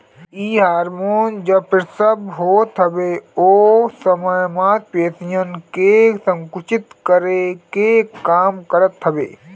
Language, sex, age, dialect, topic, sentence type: Bhojpuri, male, 18-24, Northern, agriculture, statement